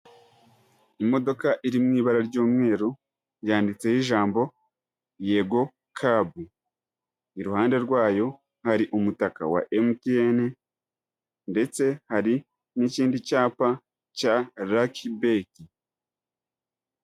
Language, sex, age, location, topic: Kinyarwanda, male, 25-35, Huye, government